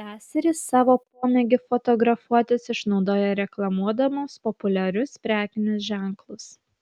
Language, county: Lithuanian, Kaunas